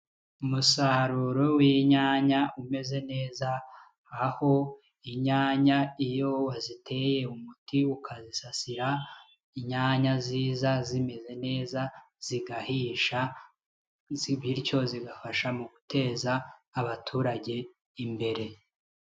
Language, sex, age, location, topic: Kinyarwanda, male, 25-35, Kigali, agriculture